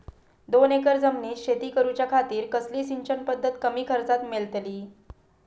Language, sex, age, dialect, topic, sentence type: Marathi, female, 18-24, Southern Konkan, agriculture, question